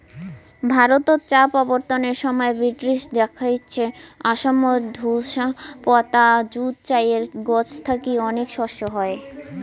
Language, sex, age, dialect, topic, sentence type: Bengali, female, 18-24, Rajbangshi, agriculture, statement